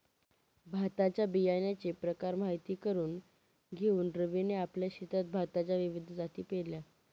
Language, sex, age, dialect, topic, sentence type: Marathi, female, 18-24, Northern Konkan, agriculture, statement